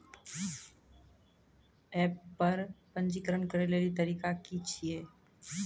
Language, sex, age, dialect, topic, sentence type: Maithili, female, 31-35, Angika, banking, question